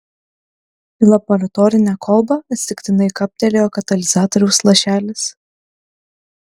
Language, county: Lithuanian, Klaipėda